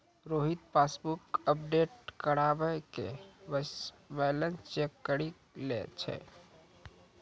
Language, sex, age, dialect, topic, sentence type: Maithili, male, 18-24, Angika, banking, statement